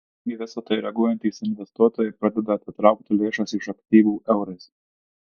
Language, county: Lithuanian, Tauragė